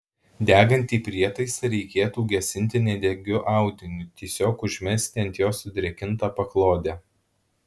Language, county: Lithuanian, Alytus